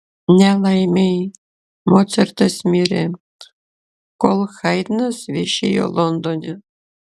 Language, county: Lithuanian, Klaipėda